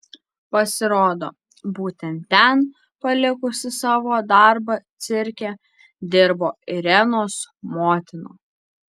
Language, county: Lithuanian, Alytus